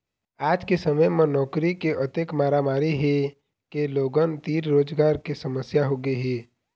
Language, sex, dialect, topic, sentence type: Chhattisgarhi, male, Eastern, agriculture, statement